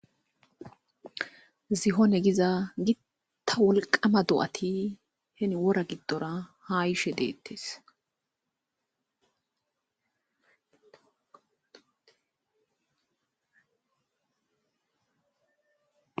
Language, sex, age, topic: Gamo, female, 25-35, agriculture